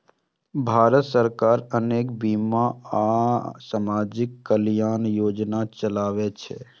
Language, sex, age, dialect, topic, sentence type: Maithili, male, 25-30, Eastern / Thethi, banking, statement